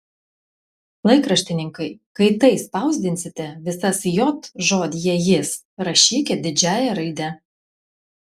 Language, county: Lithuanian, Klaipėda